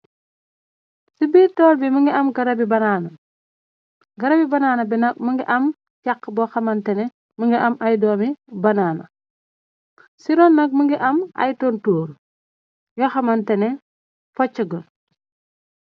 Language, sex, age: Wolof, female, 25-35